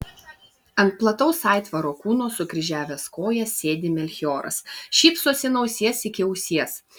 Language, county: Lithuanian, Vilnius